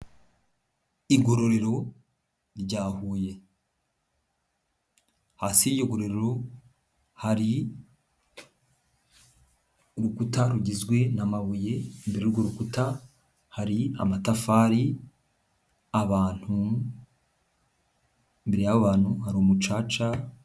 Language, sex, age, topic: Kinyarwanda, male, 18-24, government